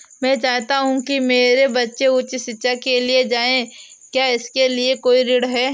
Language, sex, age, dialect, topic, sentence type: Hindi, female, 18-24, Awadhi Bundeli, banking, question